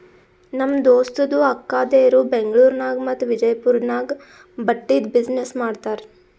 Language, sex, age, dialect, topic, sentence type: Kannada, female, 25-30, Northeastern, banking, statement